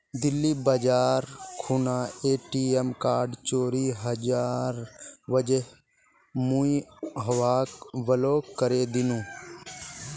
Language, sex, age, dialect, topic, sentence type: Magahi, male, 18-24, Northeastern/Surjapuri, banking, statement